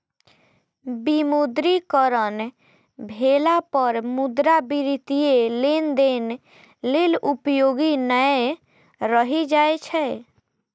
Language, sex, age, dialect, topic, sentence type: Maithili, female, 25-30, Eastern / Thethi, banking, statement